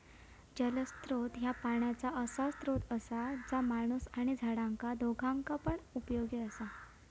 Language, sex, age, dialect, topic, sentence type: Marathi, female, 18-24, Southern Konkan, agriculture, statement